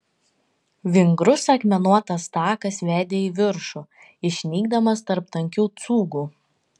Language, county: Lithuanian, Panevėžys